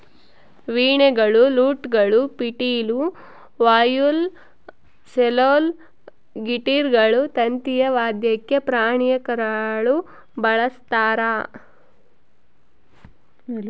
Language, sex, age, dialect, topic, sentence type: Kannada, female, 56-60, Central, agriculture, statement